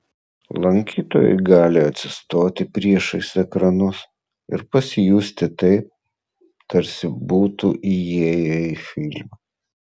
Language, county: Lithuanian, Vilnius